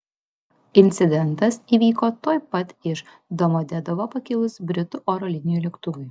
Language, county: Lithuanian, Vilnius